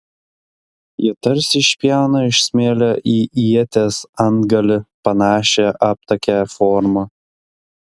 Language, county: Lithuanian, Klaipėda